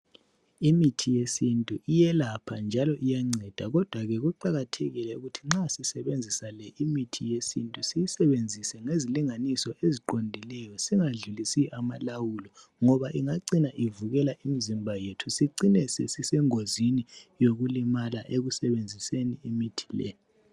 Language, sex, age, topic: North Ndebele, male, 18-24, health